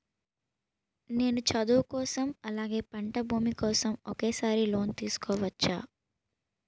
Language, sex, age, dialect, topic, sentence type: Telugu, female, 18-24, Utterandhra, banking, question